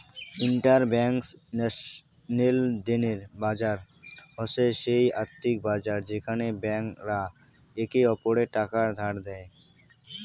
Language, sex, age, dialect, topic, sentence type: Bengali, male, 18-24, Rajbangshi, banking, statement